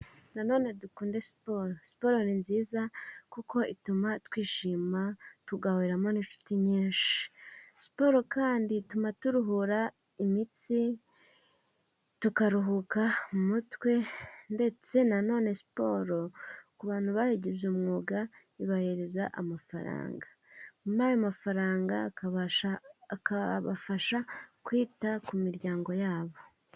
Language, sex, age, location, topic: Kinyarwanda, female, 18-24, Musanze, government